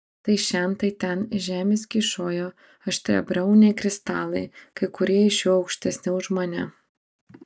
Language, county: Lithuanian, Marijampolė